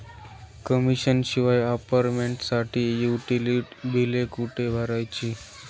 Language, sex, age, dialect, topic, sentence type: Marathi, male, 18-24, Standard Marathi, banking, question